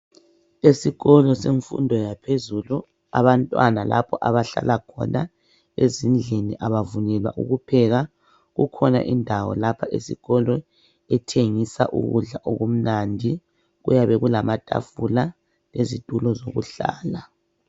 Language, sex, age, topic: North Ndebele, female, 36-49, education